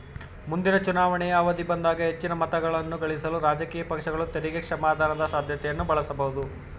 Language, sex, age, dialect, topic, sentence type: Kannada, male, 18-24, Mysore Kannada, banking, statement